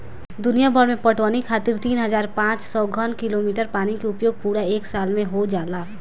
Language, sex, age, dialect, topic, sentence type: Bhojpuri, female, 18-24, Southern / Standard, agriculture, statement